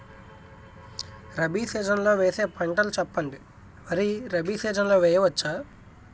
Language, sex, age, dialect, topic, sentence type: Telugu, male, 18-24, Utterandhra, agriculture, question